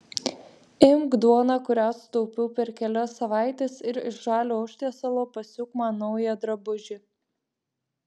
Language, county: Lithuanian, Vilnius